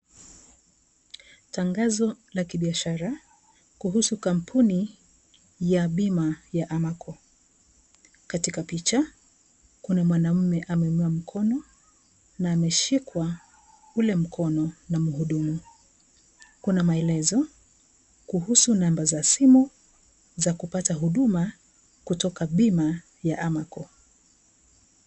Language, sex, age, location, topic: Swahili, female, 36-49, Kisii, finance